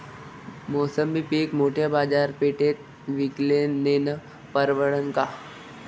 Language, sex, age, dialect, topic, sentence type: Marathi, male, 18-24, Varhadi, agriculture, question